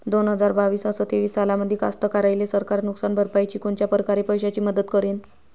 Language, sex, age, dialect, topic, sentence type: Marathi, female, 25-30, Varhadi, agriculture, question